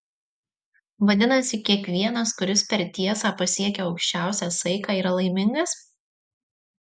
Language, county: Lithuanian, Marijampolė